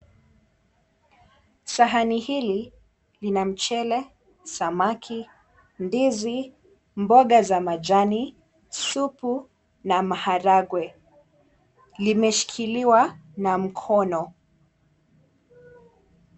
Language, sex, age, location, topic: Swahili, female, 18-24, Mombasa, agriculture